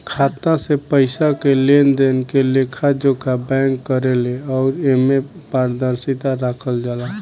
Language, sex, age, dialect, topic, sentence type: Bhojpuri, male, 18-24, Southern / Standard, banking, statement